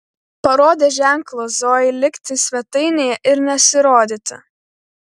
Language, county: Lithuanian, Vilnius